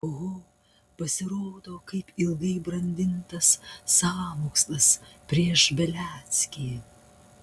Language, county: Lithuanian, Panevėžys